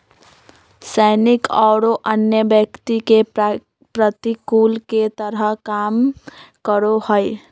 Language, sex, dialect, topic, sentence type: Magahi, female, Southern, banking, statement